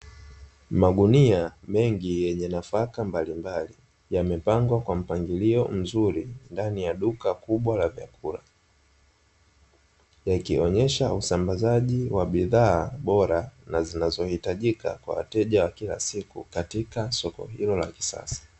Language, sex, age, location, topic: Swahili, male, 25-35, Dar es Salaam, finance